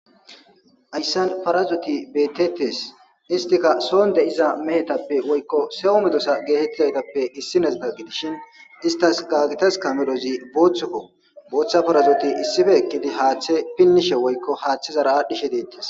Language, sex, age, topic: Gamo, male, 25-35, government